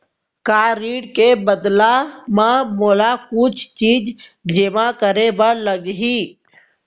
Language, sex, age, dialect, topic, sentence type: Chhattisgarhi, female, 18-24, Central, banking, question